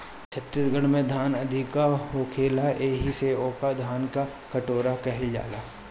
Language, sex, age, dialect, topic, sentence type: Bhojpuri, male, 25-30, Northern, agriculture, statement